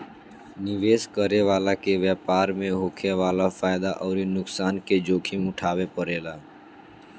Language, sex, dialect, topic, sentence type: Bhojpuri, male, Southern / Standard, banking, statement